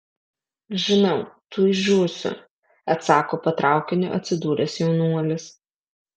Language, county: Lithuanian, Alytus